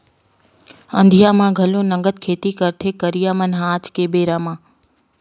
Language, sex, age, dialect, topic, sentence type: Chhattisgarhi, female, 25-30, Western/Budati/Khatahi, banking, statement